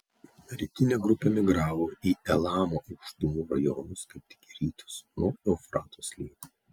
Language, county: Lithuanian, Kaunas